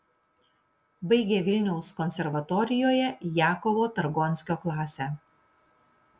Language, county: Lithuanian, Kaunas